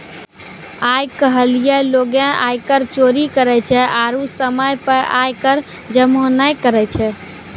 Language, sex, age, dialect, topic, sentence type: Maithili, female, 18-24, Angika, banking, statement